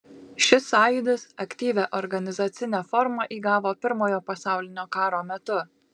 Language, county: Lithuanian, Kaunas